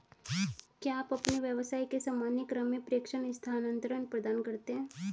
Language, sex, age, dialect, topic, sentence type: Hindi, female, 36-40, Hindustani Malvi Khadi Boli, banking, question